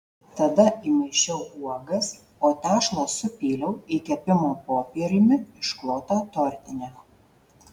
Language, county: Lithuanian, Marijampolė